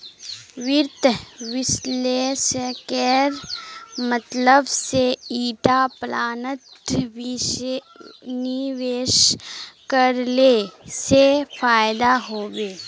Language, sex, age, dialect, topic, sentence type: Magahi, female, 18-24, Northeastern/Surjapuri, banking, statement